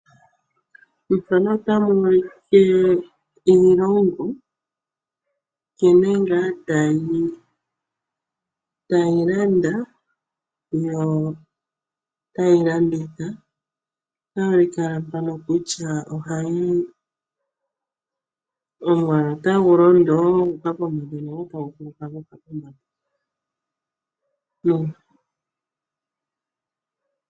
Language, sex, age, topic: Oshiwambo, female, 25-35, finance